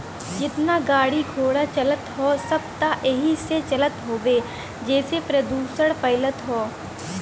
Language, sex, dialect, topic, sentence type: Bhojpuri, female, Western, agriculture, statement